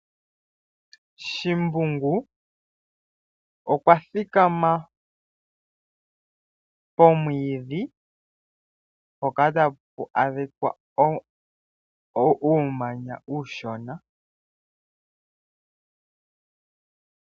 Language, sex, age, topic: Oshiwambo, male, 25-35, agriculture